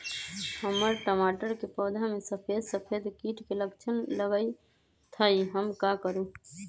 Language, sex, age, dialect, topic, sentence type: Magahi, female, 25-30, Western, agriculture, question